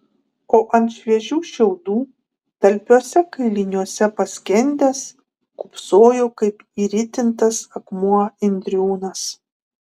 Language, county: Lithuanian, Kaunas